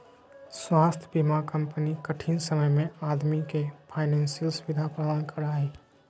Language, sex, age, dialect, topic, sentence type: Magahi, male, 36-40, Southern, banking, statement